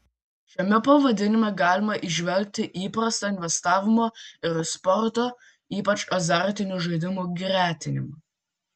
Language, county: Lithuanian, Vilnius